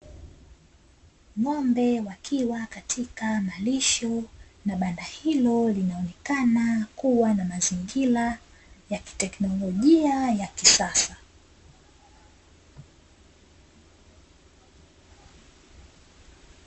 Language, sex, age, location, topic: Swahili, female, 25-35, Dar es Salaam, agriculture